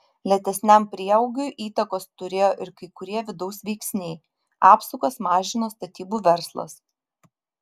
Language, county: Lithuanian, Vilnius